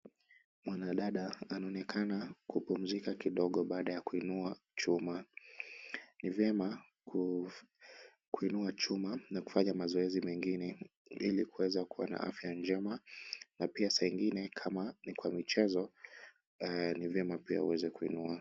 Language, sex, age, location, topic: Swahili, male, 25-35, Kisumu, education